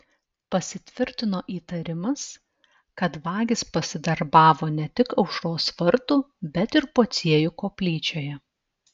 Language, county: Lithuanian, Telšiai